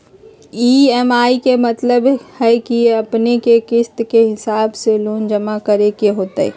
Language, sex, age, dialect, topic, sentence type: Magahi, female, 36-40, Western, banking, question